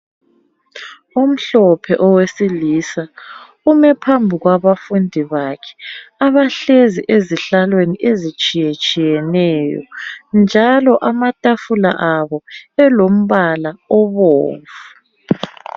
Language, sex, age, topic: North Ndebele, female, 25-35, education